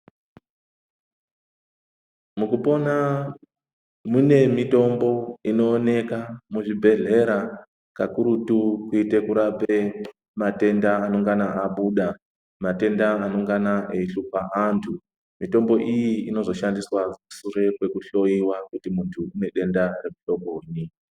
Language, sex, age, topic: Ndau, male, 50+, health